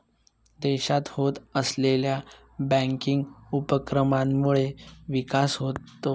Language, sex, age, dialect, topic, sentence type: Marathi, male, 18-24, Northern Konkan, banking, statement